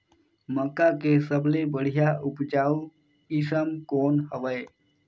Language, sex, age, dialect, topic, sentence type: Chhattisgarhi, male, 25-30, Northern/Bhandar, agriculture, question